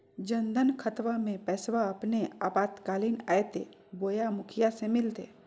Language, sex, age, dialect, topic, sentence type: Magahi, female, 41-45, Southern, banking, question